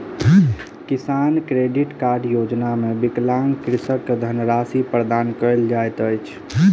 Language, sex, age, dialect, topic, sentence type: Maithili, male, 25-30, Southern/Standard, agriculture, statement